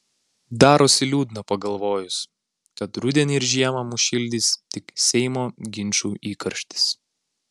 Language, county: Lithuanian, Alytus